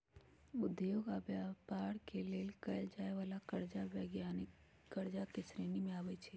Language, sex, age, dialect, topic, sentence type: Magahi, male, 41-45, Western, banking, statement